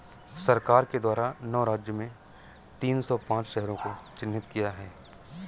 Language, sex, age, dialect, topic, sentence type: Hindi, male, 46-50, Awadhi Bundeli, banking, statement